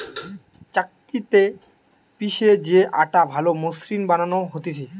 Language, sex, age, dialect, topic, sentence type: Bengali, male, 18-24, Western, agriculture, statement